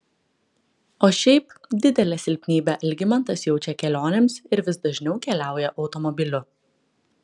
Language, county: Lithuanian, Klaipėda